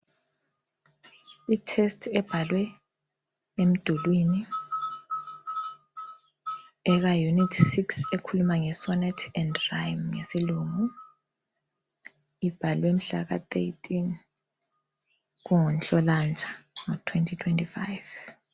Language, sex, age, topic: North Ndebele, female, 25-35, education